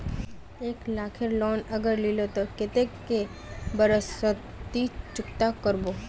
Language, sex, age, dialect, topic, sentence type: Magahi, female, 18-24, Northeastern/Surjapuri, banking, question